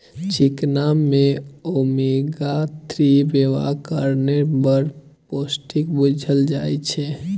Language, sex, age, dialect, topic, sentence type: Maithili, male, 18-24, Bajjika, agriculture, statement